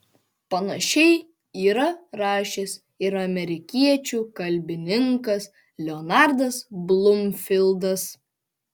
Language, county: Lithuanian, Panevėžys